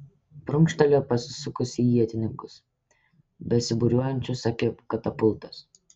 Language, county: Lithuanian, Kaunas